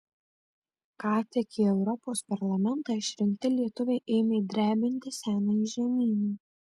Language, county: Lithuanian, Marijampolė